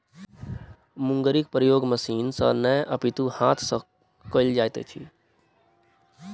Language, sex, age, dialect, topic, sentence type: Maithili, male, 18-24, Southern/Standard, agriculture, statement